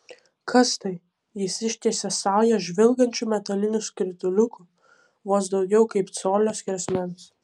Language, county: Lithuanian, Kaunas